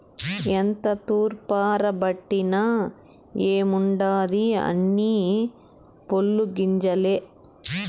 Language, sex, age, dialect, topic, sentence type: Telugu, male, 46-50, Southern, agriculture, statement